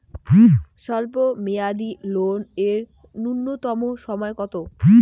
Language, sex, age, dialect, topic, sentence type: Bengali, female, 18-24, Rajbangshi, banking, question